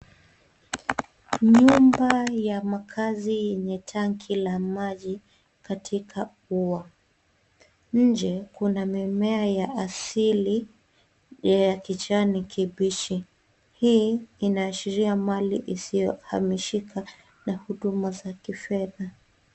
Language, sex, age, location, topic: Swahili, female, 25-35, Nairobi, finance